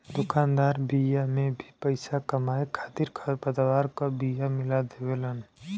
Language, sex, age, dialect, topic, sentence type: Bhojpuri, male, 25-30, Western, agriculture, statement